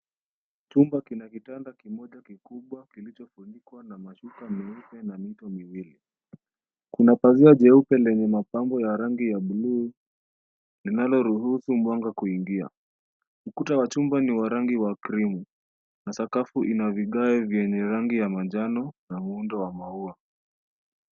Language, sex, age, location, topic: Swahili, male, 25-35, Nairobi, education